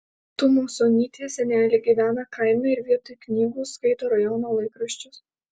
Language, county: Lithuanian, Alytus